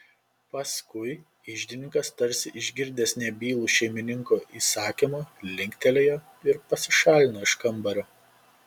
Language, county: Lithuanian, Panevėžys